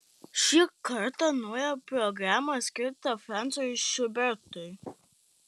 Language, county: Lithuanian, Panevėžys